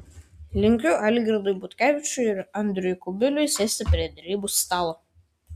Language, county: Lithuanian, Šiauliai